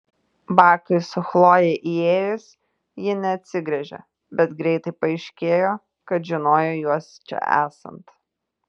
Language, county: Lithuanian, Tauragė